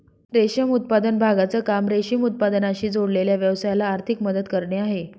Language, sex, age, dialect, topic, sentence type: Marathi, female, 56-60, Northern Konkan, agriculture, statement